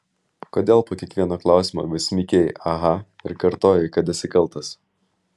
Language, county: Lithuanian, Vilnius